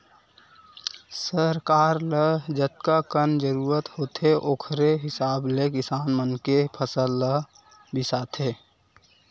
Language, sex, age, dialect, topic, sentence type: Chhattisgarhi, male, 18-24, Western/Budati/Khatahi, agriculture, statement